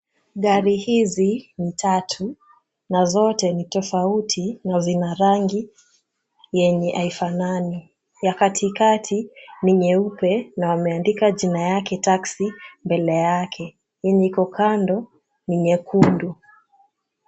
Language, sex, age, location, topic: Swahili, female, 36-49, Kisumu, finance